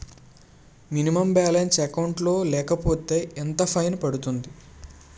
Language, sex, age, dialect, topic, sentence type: Telugu, male, 18-24, Utterandhra, banking, question